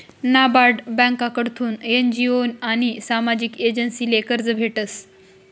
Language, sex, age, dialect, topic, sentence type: Marathi, female, 25-30, Northern Konkan, banking, statement